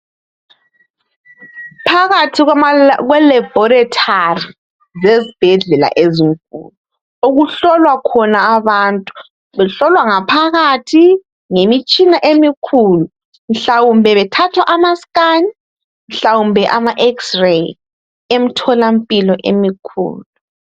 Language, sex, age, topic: North Ndebele, female, 18-24, health